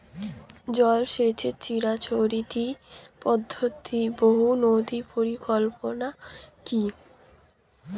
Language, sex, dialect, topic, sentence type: Bengali, female, Standard Colloquial, agriculture, question